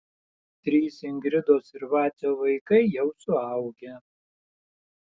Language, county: Lithuanian, Panevėžys